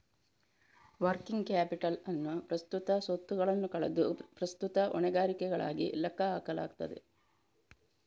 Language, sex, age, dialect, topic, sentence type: Kannada, female, 25-30, Coastal/Dakshin, banking, statement